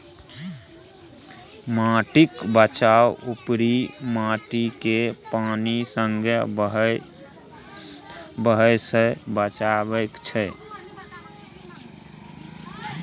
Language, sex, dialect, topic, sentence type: Maithili, male, Bajjika, agriculture, statement